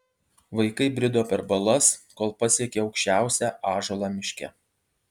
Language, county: Lithuanian, Alytus